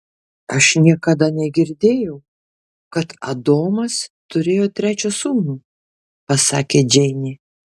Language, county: Lithuanian, Kaunas